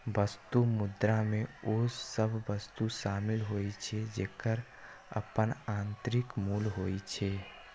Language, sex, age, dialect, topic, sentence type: Maithili, male, 18-24, Eastern / Thethi, banking, statement